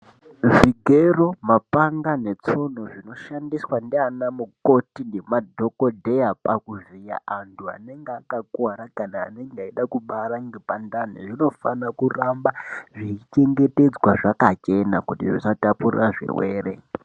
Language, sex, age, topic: Ndau, male, 18-24, health